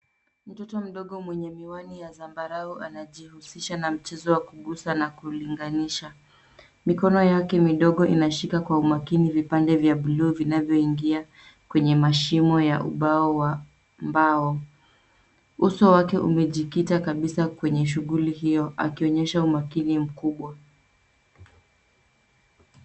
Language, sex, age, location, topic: Swahili, female, 18-24, Nairobi, education